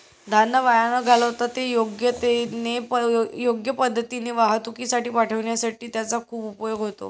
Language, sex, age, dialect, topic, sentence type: Marathi, female, 18-24, Standard Marathi, agriculture, statement